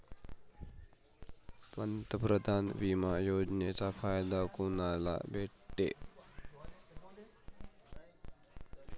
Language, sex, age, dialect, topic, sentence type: Marathi, male, 25-30, Varhadi, banking, question